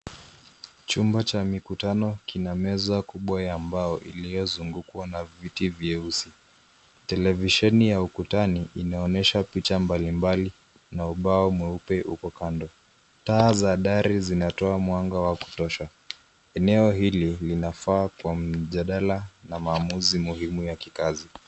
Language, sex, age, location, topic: Swahili, male, 25-35, Nairobi, education